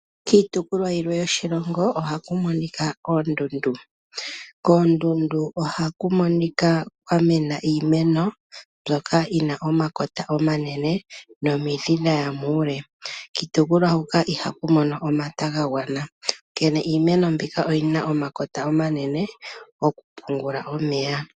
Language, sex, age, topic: Oshiwambo, female, 25-35, agriculture